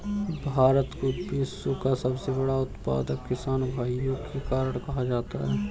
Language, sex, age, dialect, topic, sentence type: Hindi, male, 31-35, Kanauji Braj Bhasha, agriculture, statement